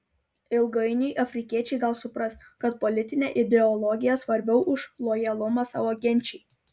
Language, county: Lithuanian, Klaipėda